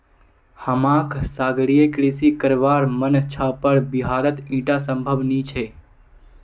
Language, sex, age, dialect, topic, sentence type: Magahi, male, 18-24, Northeastern/Surjapuri, agriculture, statement